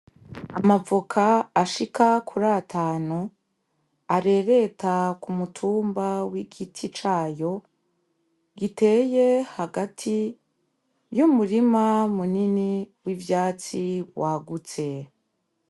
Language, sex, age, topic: Rundi, female, 25-35, agriculture